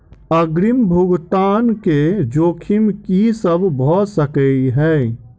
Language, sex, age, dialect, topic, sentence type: Maithili, male, 25-30, Southern/Standard, banking, question